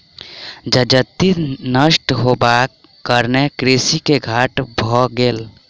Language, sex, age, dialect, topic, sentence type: Maithili, male, 18-24, Southern/Standard, agriculture, statement